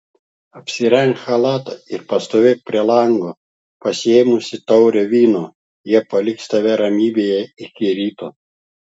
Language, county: Lithuanian, Klaipėda